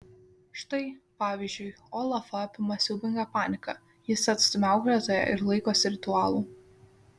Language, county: Lithuanian, Šiauliai